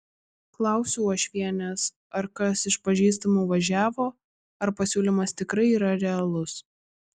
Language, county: Lithuanian, Kaunas